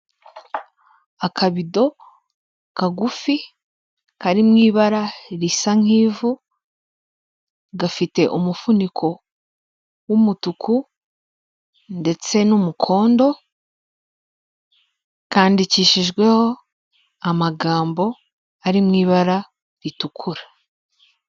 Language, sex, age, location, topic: Kinyarwanda, female, 25-35, Kigali, health